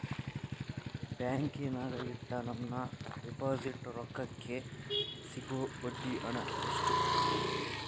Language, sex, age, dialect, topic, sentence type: Kannada, male, 51-55, Central, banking, question